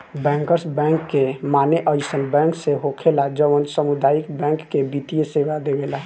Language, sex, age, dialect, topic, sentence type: Bhojpuri, male, 18-24, Southern / Standard, banking, statement